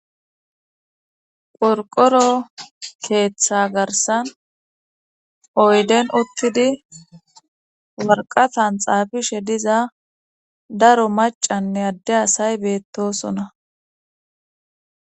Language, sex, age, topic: Gamo, female, 25-35, government